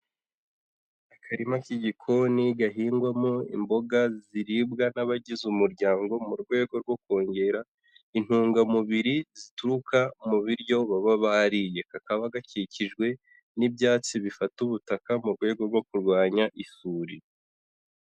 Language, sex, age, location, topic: Kinyarwanda, male, 18-24, Huye, agriculture